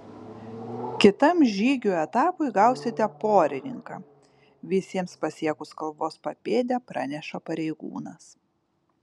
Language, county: Lithuanian, Kaunas